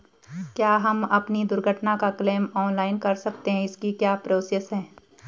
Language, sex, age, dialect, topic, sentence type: Hindi, female, 36-40, Garhwali, banking, question